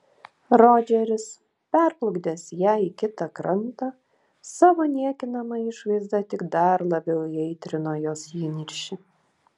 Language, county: Lithuanian, Šiauliai